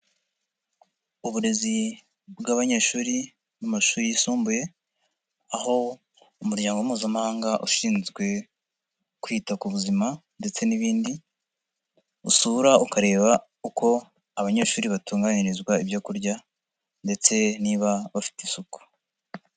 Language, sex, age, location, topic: Kinyarwanda, male, 50+, Nyagatare, education